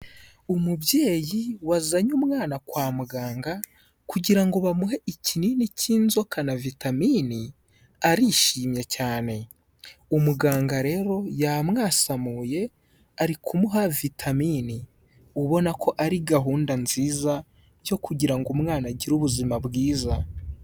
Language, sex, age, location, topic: Kinyarwanda, male, 18-24, Huye, health